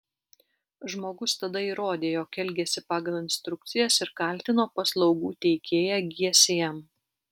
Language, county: Lithuanian, Alytus